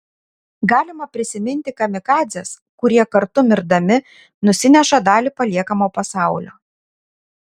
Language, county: Lithuanian, Šiauliai